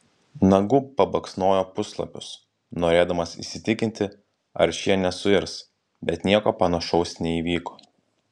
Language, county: Lithuanian, Klaipėda